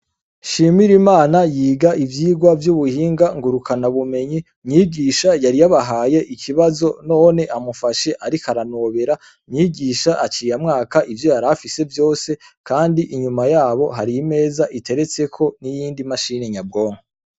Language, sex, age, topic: Rundi, male, 25-35, education